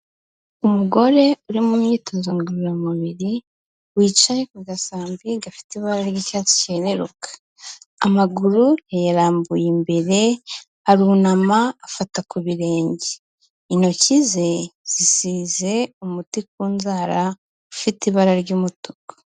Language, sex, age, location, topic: Kinyarwanda, female, 25-35, Kigali, health